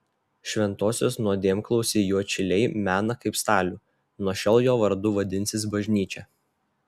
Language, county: Lithuanian, Telšiai